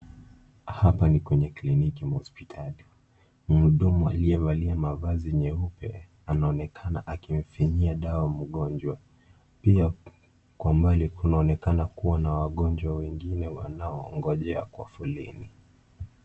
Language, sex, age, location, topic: Swahili, male, 18-24, Kisii, health